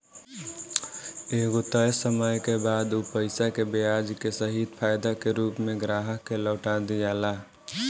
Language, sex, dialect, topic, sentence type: Bhojpuri, male, Southern / Standard, banking, statement